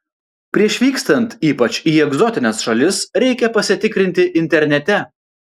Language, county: Lithuanian, Vilnius